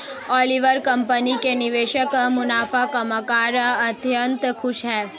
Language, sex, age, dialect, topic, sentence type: Hindi, female, 18-24, Marwari Dhudhari, banking, statement